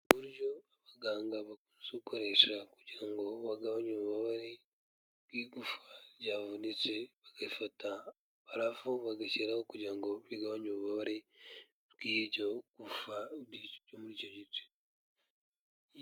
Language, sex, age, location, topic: Kinyarwanda, male, 18-24, Kigali, health